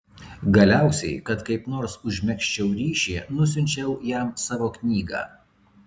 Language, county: Lithuanian, Vilnius